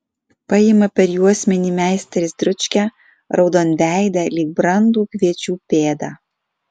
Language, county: Lithuanian, Alytus